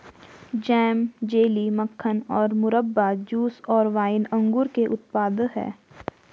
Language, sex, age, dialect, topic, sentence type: Hindi, female, 41-45, Garhwali, agriculture, statement